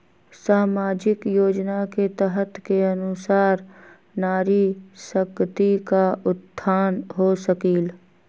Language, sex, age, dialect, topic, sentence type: Magahi, female, 31-35, Western, banking, question